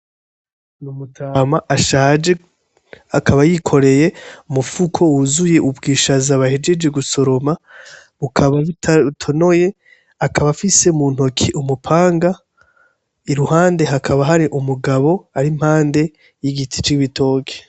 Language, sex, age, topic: Rundi, male, 18-24, agriculture